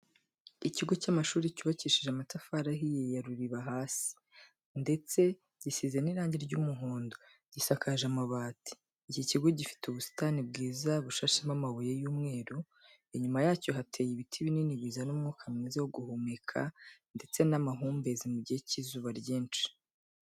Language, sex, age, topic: Kinyarwanda, female, 25-35, education